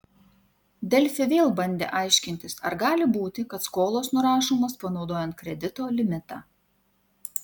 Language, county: Lithuanian, Vilnius